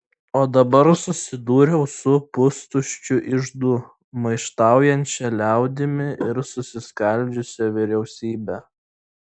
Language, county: Lithuanian, Klaipėda